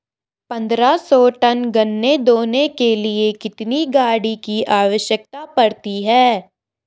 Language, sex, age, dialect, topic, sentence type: Hindi, female, 18-24, Garhwali, agriculture, question